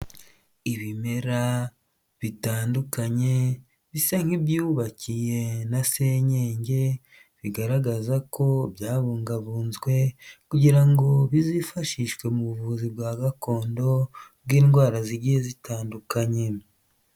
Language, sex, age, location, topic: Kinyarwanda, male, 25-35, Huye, health